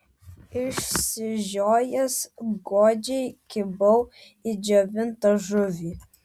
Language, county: Lithuanian, Vilnius